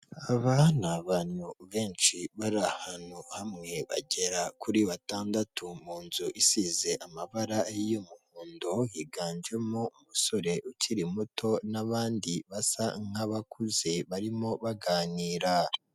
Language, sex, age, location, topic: Kinyarwanda, male, 18-24, Kigali, health